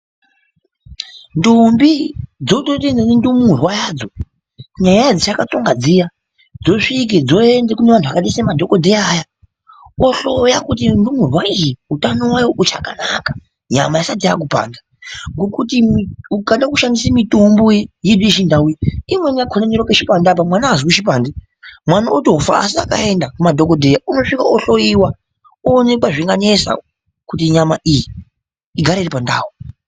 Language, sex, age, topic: Ndau, male, 25-35, health